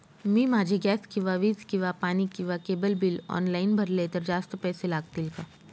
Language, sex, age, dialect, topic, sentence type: Marathi, female, 36-40, Northern Konkan, banking, question